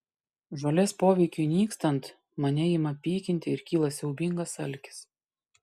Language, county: Lithuanian, Klaipėda